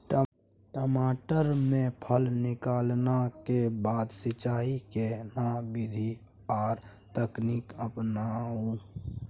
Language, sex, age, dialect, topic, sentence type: Maithili, male, 18-24, Bajjika, agriculture, question